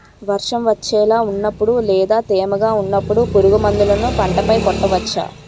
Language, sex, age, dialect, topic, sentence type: Telugu, male, 18-24, Utterandhra, agriculture, question